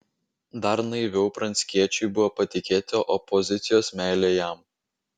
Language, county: Lithuanian, Vilnius